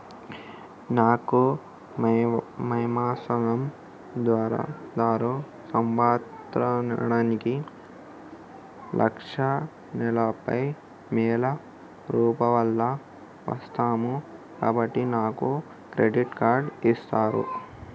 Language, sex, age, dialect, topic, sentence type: Telugu, male, 18-24, Telangana, banking, question